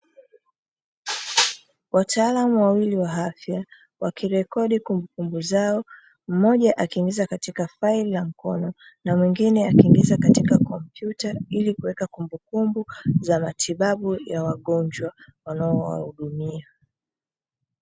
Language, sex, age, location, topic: Swahili, female, 36-49, Dar es Salaam, health